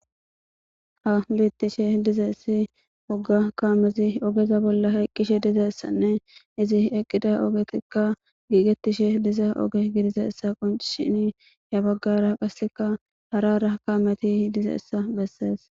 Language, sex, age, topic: Gamo, female, 18-24, government